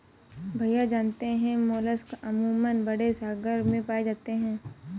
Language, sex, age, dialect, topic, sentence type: Hindi, female, 18-24, Kanauji Braj Bhasha, agriculture, statement